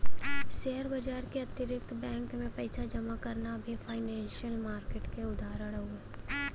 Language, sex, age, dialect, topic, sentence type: Bhojpuri, female, 18-24, Western, banking, statement